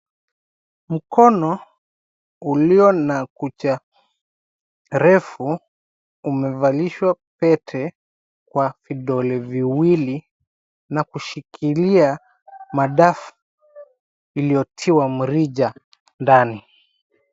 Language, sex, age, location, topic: Swahili, male, 25-35, Mombasa, agriculture